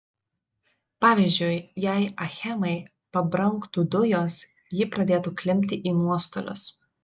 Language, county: Lithuanian, Vilnius